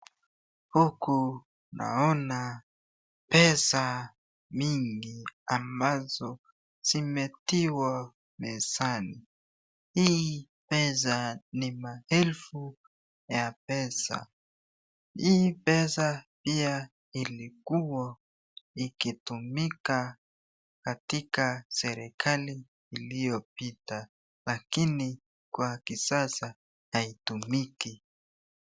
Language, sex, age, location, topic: Swahili, female, 36-49, Nakuru, finance